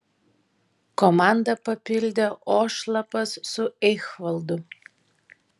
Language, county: Lithuanian, Tauragė